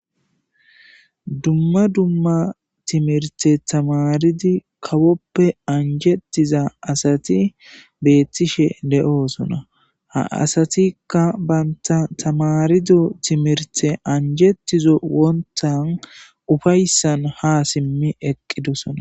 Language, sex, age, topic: Gamo, male, 18-24, government